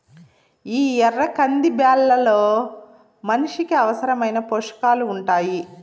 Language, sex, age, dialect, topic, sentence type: Telugu, female, 36-40, Southern, agriculture, statement